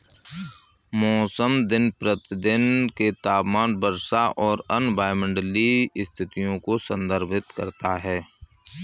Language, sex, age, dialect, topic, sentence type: Hindi, male, 36-40, Kanauji Braj Bhasha, agriculture, statement